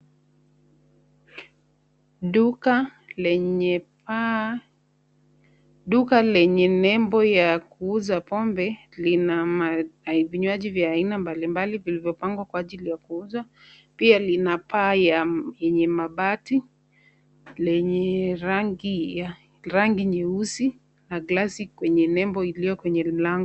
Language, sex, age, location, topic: Swahili, female, 25-35, Nairobi, finance